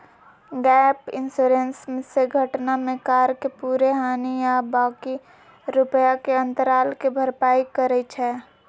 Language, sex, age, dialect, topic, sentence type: Magahi, female, 56-60, Western, banking, statement